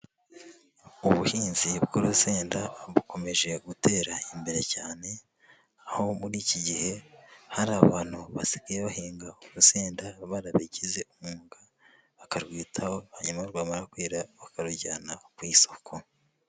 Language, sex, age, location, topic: Kinyarwanda, male, 25-35, Huye, agriculture